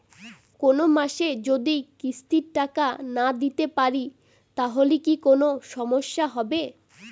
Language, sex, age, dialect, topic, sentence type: Bengali, female, 18-24, Northern/Varendri, banking, question